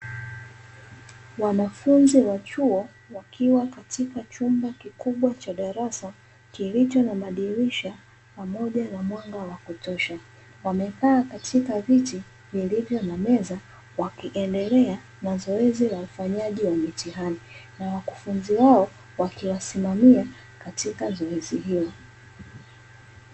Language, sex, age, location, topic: Swahili, female, 25-35, Dar es Salaam, education